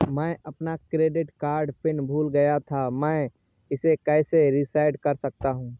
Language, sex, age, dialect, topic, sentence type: Hindi, male, 25-30, Awadhi Bundeli, banking, question